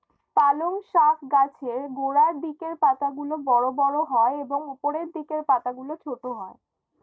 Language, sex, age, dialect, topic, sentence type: Bengali, female, <18, Standard Colloquial, agriculture, statement